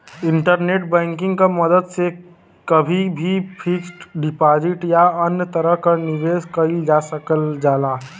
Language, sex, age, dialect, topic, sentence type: Bhojpuri, male, 18-24, Western, banking, statement